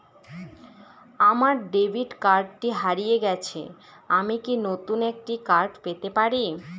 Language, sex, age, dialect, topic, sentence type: Bengali, female, 18-24, Northern/Varendri, banking, question